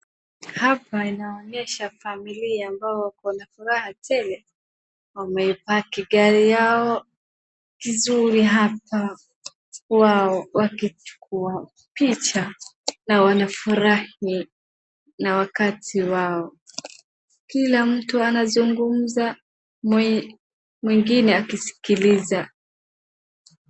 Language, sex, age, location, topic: Swahili, female, 36-49, Wajir, finance